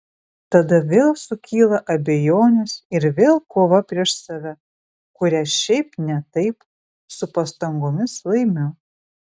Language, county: Lithuanian, Vilnius